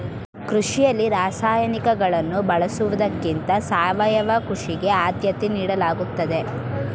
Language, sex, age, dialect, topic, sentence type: Kannada, female, 18-24, Mysore Kannada, agriculture, statement